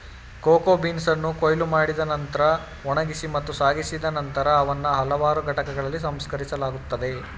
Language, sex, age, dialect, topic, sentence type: Kannada, male, 18-24, Mysore Kannada, agriculture, statement